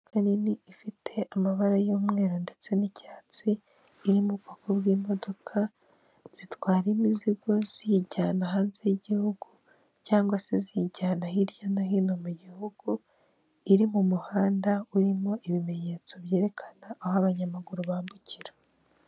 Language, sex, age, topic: Kinyarwanda, female, 18-24, government